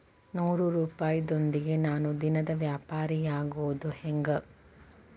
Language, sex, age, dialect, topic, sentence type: Kannada, female, 25-30, Dharwad Kannada, banking, statement